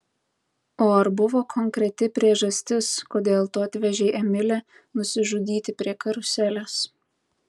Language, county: Lithuanian, Tauragė